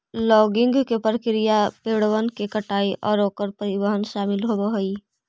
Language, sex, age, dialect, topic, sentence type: Magahi, female, 25-30, Central/Standard, agriculture, statement